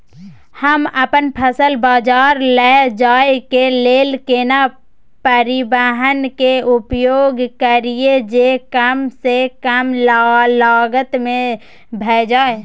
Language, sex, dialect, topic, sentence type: Maithili, female, Bajjika, agriculture, question